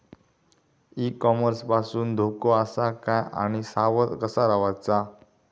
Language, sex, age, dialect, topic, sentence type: Marathi, male, 18-24, Southern Konkan, agriculture, question